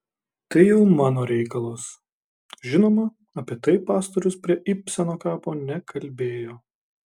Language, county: Lithuanian, Kaunas